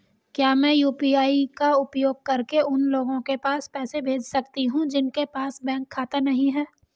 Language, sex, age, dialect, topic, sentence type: Hindi, female, 18-24, Hindustani Malvi Khadi Boli, banking, question